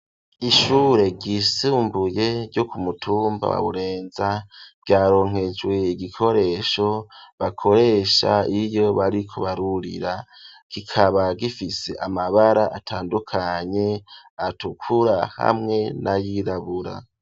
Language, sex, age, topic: Rundi, male, 25-35, education